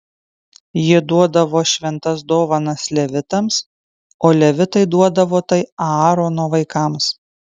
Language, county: Lithuanian, Kaunas